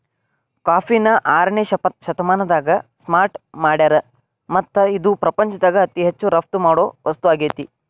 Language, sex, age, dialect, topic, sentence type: Kannada, male, 46-50, Dharwad Kannada, agriculture, statement